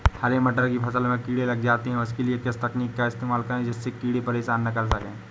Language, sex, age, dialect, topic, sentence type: Hindi, male, 18-24, Awadhi Bundeli, agriculture, question